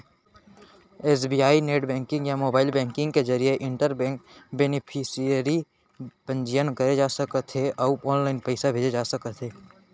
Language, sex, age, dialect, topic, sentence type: Chhattisgarhi, male, 18-24, Central, banking, statement